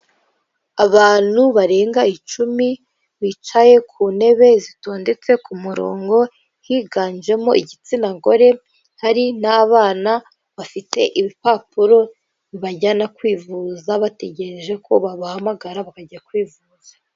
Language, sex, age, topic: Kinyarwanda, female, 18-24, finance